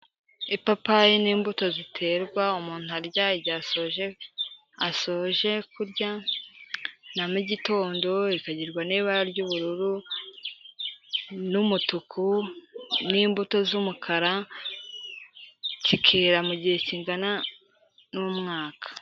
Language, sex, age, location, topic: Kinyarwanda, female, 18-24, Kigali, health